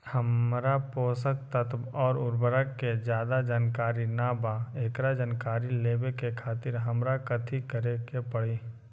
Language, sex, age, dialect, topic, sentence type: Magahi, male, 18-24, Western, agriculture, question